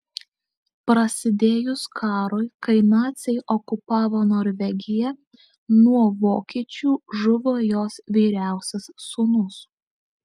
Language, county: Lithuanian, Alytus